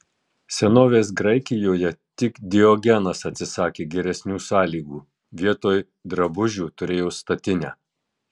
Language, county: Lithuanian, Tauragė